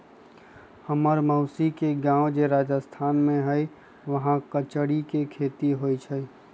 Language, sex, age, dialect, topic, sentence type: Magahi, male, 25-30, Western, agriculture, statement